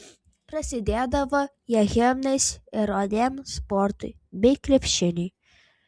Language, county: Lithuanian, Vilnius